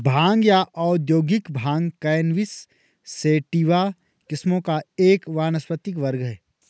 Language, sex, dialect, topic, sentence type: Hindi, male, Marwari Dhudhari, agriculture, statement